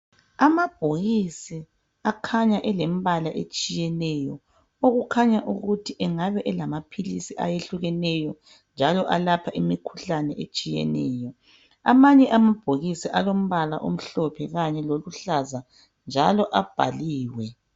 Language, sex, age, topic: North Ndebele, female, 50+, health